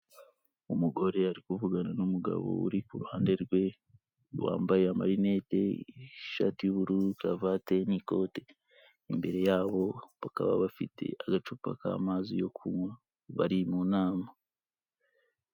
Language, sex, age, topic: Kinyarwanda, male, 25-35, government